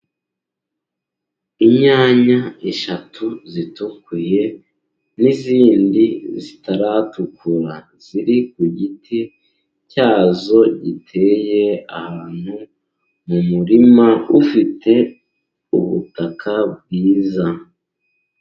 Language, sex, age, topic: Kinyarwanda, male, 18-24, agriculture